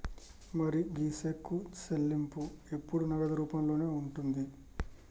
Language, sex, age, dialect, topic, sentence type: Telugu, male, 25-30, Telangana, banking, statement